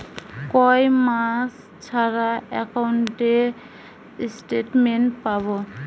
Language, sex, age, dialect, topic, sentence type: Bengali, female, 18-24, Western, banking, question